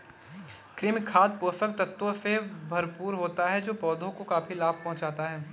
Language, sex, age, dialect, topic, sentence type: Hindi, male, 18-24, Marwari Dhudhari, agriculture, statement